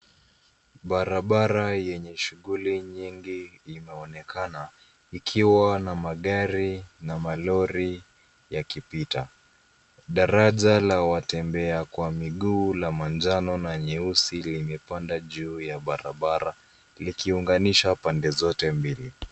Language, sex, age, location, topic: Swahili, female, 36-49, Nairobi, government